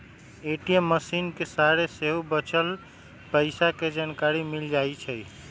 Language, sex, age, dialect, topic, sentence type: Magahi, male, 18-24, Western, banking, statement